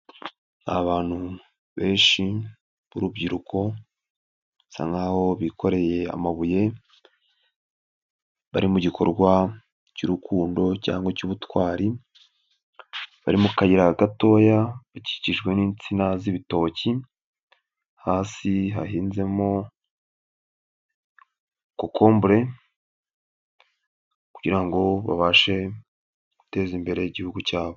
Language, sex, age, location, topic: Kinyarwanda, male, 18-24, Nyagatare, government